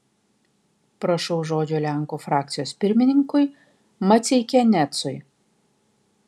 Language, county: Lithuanian, Kaunas